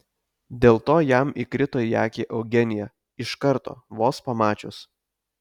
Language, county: Lithuanian, Telšiai